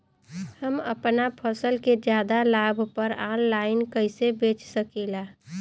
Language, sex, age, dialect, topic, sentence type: Bhojpuri, female, 25-30, Western, agriculture, question